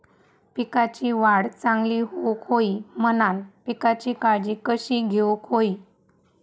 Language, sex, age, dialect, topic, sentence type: Marathi, female, 31-35, Southern Konkan, agriculture, question